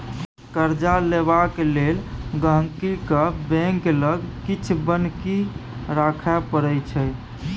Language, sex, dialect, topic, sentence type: Maithili, male, Bajjika, banking, statement